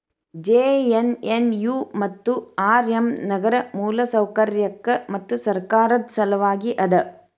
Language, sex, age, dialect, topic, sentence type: Kannada, female, 31-35, Dharwad Kannada, banking, statement